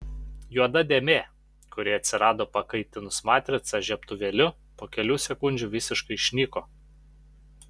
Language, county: Lithuanian, Panevėžys